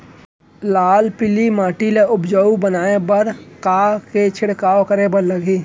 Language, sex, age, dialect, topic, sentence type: Chhattisgarhi, male, 25-30, Central, agriculture, question